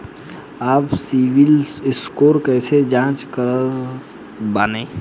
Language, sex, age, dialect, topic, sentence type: Bhojpuri, male, 18-24, Southern / Standard, banking, question